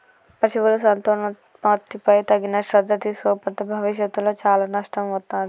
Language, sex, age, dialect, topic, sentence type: Telugu, female, 25-30, Telangana, agriculture, statement